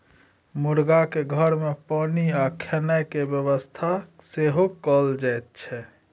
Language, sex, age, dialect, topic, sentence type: Maithili, male, 31-35, Bajjika, agriculture, statement